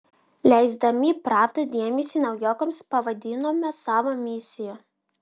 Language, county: Lithuanian, Vilnius